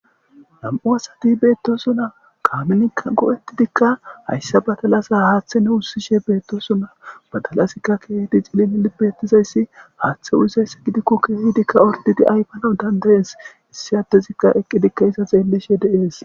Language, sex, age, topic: Gamo, male, 25-35, agriculture